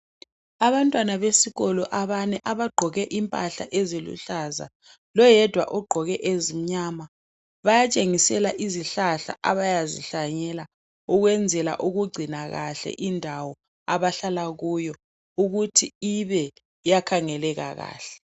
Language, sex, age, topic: North Ndebele, male, 36-49, health